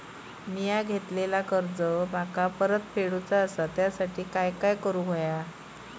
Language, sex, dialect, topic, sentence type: Marathi, female, Southern Konkan, banking, question